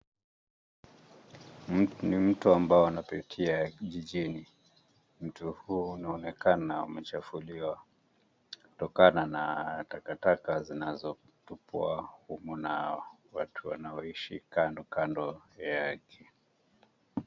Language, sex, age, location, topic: Swahili, male, 50+, Nairobi, government